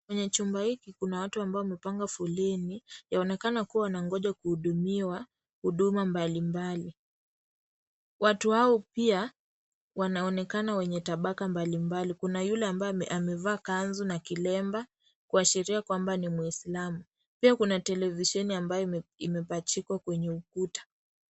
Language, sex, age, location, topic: Swahili, female, 18-24, Kisii, government